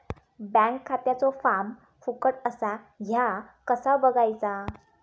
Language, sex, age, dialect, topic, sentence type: Marathi, female, 25-30, Southern Konkan, banking, question